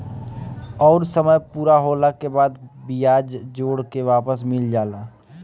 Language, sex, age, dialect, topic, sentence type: Bhojpuri, male, <18, Northern, banking, statement